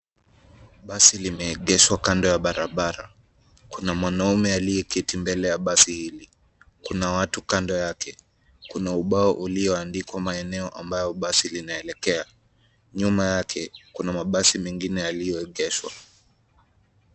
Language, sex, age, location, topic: Swahili, male, 25-35, Nairobi, government